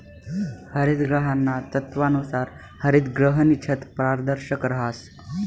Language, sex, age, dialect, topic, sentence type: Marathi, male, 18-24, Northern Konkan, agriculture, statement